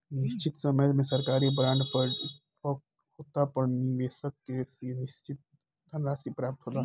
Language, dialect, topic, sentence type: Bhojpuri, Southern / Standard, banking, statement